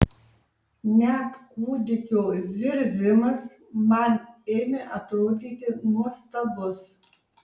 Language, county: Lithuanian, Tauragė